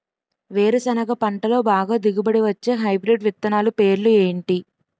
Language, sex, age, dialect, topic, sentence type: Telugu, female, 18-24, Utterandhra, agriculture, question